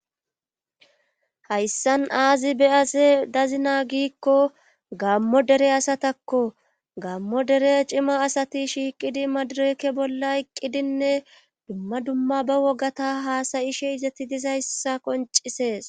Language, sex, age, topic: Gamo, female, 36-49, government